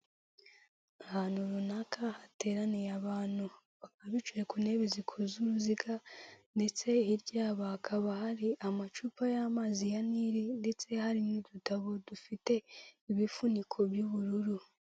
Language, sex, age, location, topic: Kinyarwanda, female, 18-24, Kigali, health